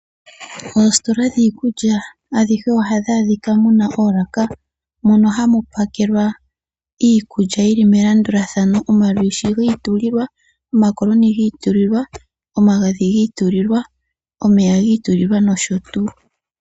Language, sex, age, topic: Oshiwambo, female, 25-35, finance